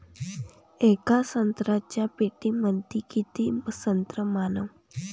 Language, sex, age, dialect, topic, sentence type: Marathi, female, 18-24, Varhadi, agriculture, question